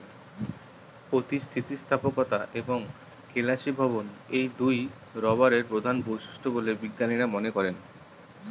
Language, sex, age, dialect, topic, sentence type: Bengali, male, 31-35, Northern/Varendri, agriculture, statement